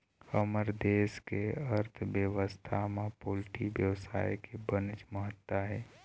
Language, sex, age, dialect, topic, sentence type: Chhattisgarhi, male, 18-24, Eastern, agriculture, statement